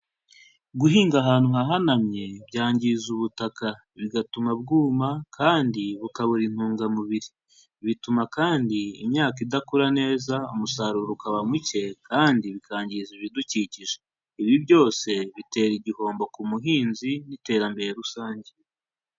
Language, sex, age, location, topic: Kinyarwanda, male, 25-35, Huye, agriculture